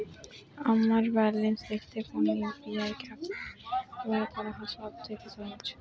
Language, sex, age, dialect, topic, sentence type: Bengali, female, 18-24, Jharkhandi, banking, question